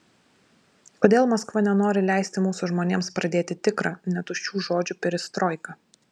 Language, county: Lithuanian, Vilnius